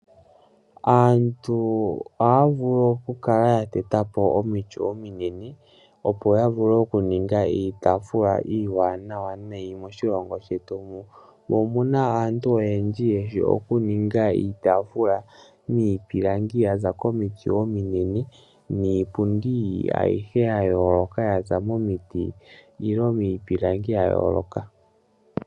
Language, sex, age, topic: Oshiwambo, male, 18-24, finance